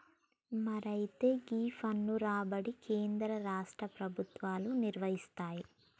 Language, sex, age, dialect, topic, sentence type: Telugu, female, 18-24, Telangana, banking, statement